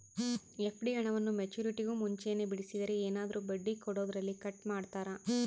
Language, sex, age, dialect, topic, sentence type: Kannada, female, 31-35, Central, banking, question